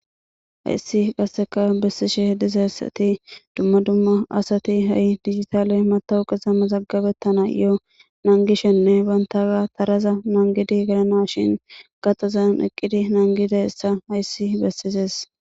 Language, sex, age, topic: Gamo, female, 18-24, government